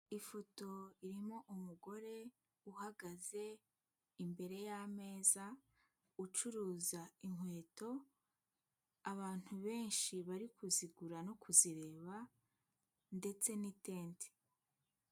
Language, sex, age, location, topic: Kinyarwanda, female, 18-24, Nyagatare, finance